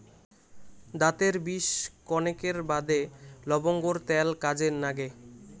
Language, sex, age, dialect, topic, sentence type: Bengali, male, 18-24, Rajbangshi, agriculture, statement